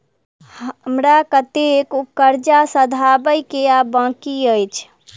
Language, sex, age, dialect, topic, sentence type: Maithili, female, 18-24, Southern/Standard, banking, question